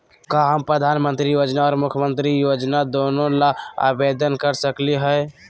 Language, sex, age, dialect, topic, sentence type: Magahi, male, 18-24, Southern, banking, question